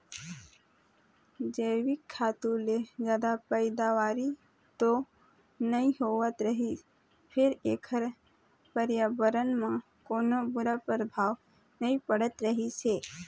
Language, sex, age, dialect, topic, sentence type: Chhattisgarhi, female, 18-24, Eastern, agriculture, statement